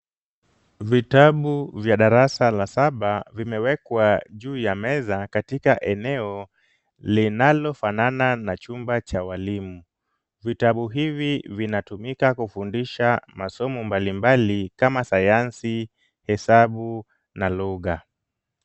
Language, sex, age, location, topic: Swahili, male, 25-35, Kisumu, education